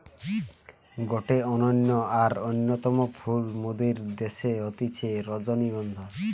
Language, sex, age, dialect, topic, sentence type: Bengali, male, 18-24, Western, agriculture, statement